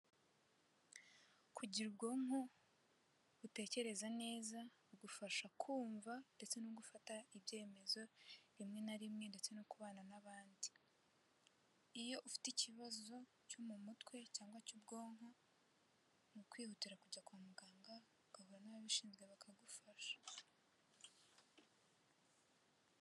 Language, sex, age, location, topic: Kinyarwanda, female, 18-24, Kigali, health